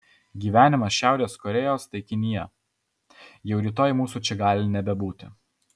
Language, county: Lithuanian, Alytus